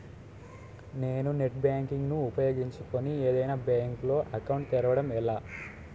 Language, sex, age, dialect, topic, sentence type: Telugu, male, 18-24, Utterandhra, banking, question